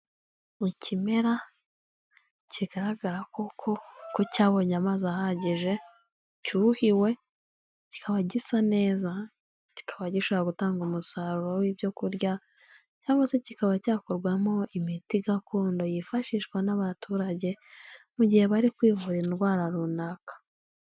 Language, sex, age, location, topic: Kinyarwanda, female, 18-24, Kigali, health